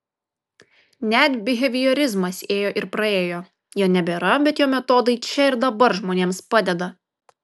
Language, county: Lithuanian, Kaunas